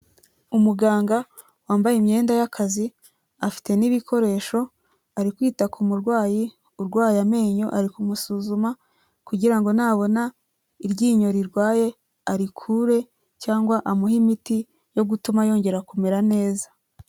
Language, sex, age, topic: Kinyarwanda, female, 25-35, health